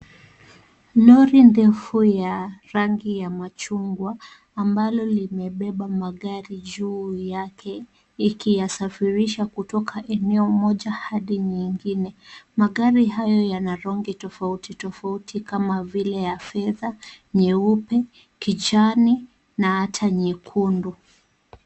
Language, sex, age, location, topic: Swahili, female, 18-24, Kisumu, finance